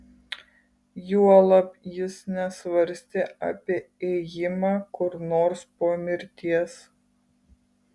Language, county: Lithuanian, Kaunas